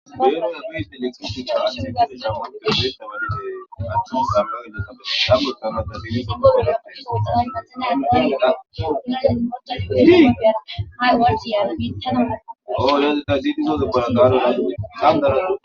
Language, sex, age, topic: Gamo, male, 18-24, government